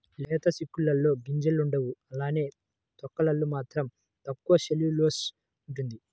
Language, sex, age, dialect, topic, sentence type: Telugu, male, 25-30, Central/Coastal, agriculture, statement